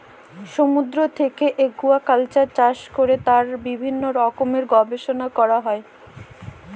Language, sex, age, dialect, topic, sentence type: Bengali, female, 25-30, Northern/Varendri, agriculture, statement